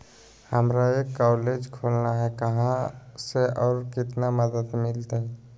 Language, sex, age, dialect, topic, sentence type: Magahi, male, 25-30, Southern, banking, question